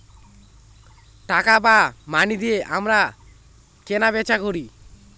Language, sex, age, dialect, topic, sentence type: Bengali, male, <18, Northern/Varendri, banking, statement